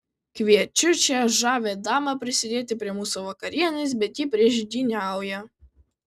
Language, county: Lithuanian, Kaunas